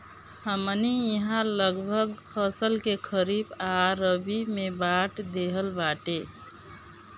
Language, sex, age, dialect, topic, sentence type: Bhojpuri, female, 36-40, Northern, agriculture, statement